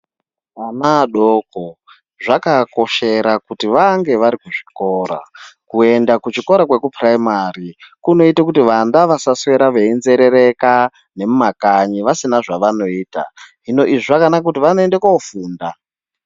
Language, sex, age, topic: Ndau, male, 25-35, education